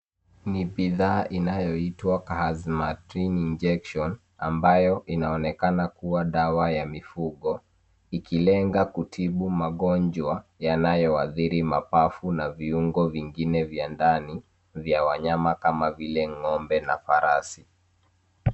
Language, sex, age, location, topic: Swahili, male, 18-24, Nairobi, agriculture